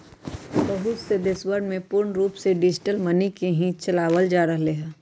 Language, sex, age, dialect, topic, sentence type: Magahi, female, 31-35, Western, banking, statement